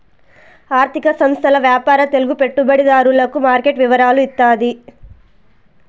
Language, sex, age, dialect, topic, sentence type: Telugu, female, 18-24, Southern, banking, statement